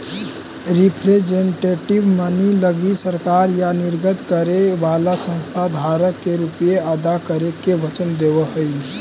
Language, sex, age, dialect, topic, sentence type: Magahi, male, 18-24, Central/Standard, banking, statement